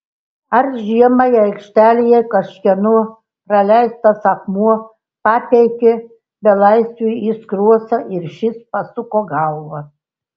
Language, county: Lithuanian, Telšiai